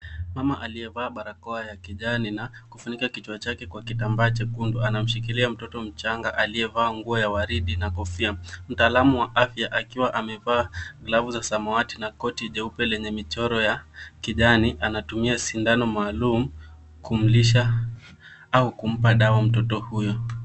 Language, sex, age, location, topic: Swahili, male, 18-24, Nairobi, health